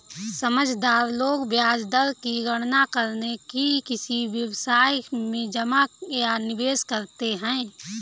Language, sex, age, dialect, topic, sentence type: Hindi, female, 18-24, Awadhi Bundeli, banking, statement